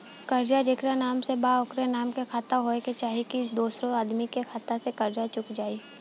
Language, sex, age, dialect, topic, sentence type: Bhojpuri, female, 18-24, Southern / Standard, banking, question